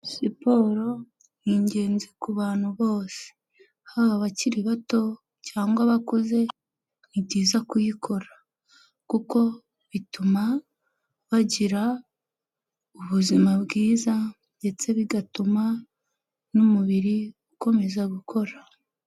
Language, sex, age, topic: Kinyarwanda, female, 18-24, health